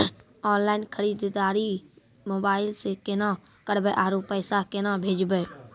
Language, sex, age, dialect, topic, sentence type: Maithili, male, 46-50, Angika, banking, question